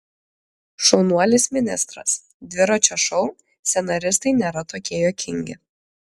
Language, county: Lithuanian, Klaipėda